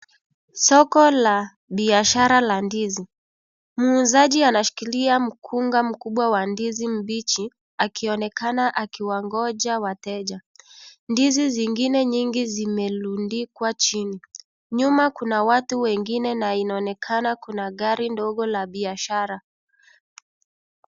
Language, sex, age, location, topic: Swahili, male, 25-35, Kisii, agriculture